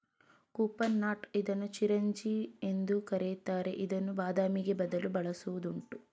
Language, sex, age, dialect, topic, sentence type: Kannada, female, 18-24, Mysore Kannada, agriculture, statement